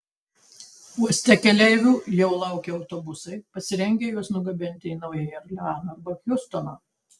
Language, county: Lithuanian, Tauragė